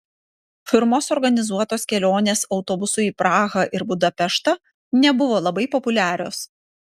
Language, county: Lithuanian, Panevėžys